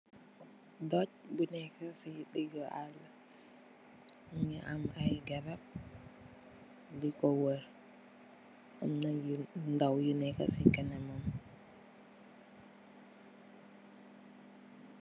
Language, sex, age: Wolof, female, 18-24